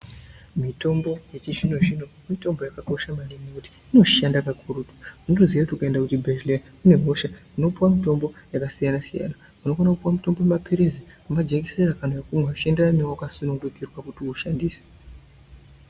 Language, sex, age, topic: Ndau, female, 18-24, health